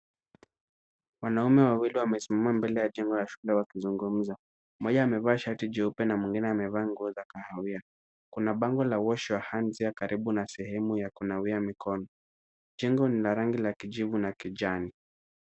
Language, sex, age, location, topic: Swahili, male, 18-24, Kisumu, health